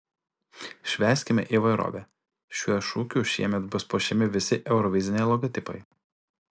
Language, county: Lithuanian, Utena